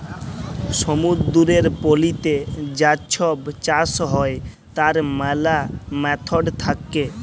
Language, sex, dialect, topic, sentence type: Bengali, male, Jharkhandi, agriculture, statement